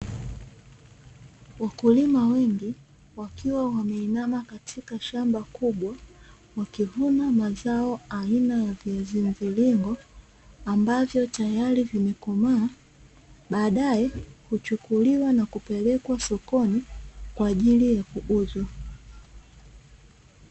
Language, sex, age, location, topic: Swahili, female, 25-35, Dar es Salaam, agriculture